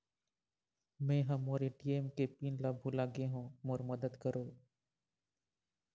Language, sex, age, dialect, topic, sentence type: Chhattisgarhi, male, 51-55, Eastern, banking, statement